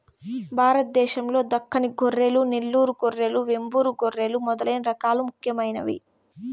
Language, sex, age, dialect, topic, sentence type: Telugu, female, 18-24, Southern, agriculture, statement